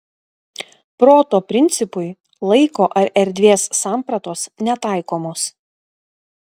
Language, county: Lithuanian, Klaipėda